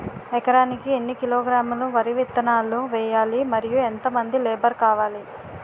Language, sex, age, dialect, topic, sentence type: Telugu, female, 18-24, Utterandhra, agriculture, question